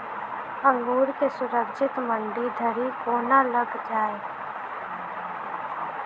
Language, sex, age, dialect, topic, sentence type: Maithili, female, 18-24, Southern/Standard, agriculture, question